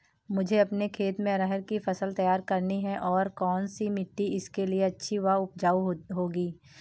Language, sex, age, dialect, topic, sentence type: Hindi, female, 18-24, Awadhi Bundeli, agriculture, question